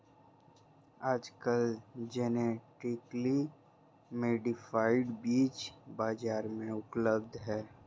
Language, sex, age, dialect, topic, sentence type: Hindi, female, 56-60, Marwari Dhudhari, agriculture, statement